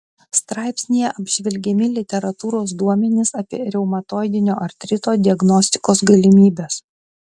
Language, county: Lithuanian, Klaipėda